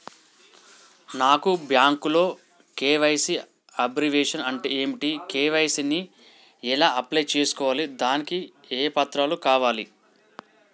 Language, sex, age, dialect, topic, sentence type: Telugu, male, 41-45, Telangana, banking, question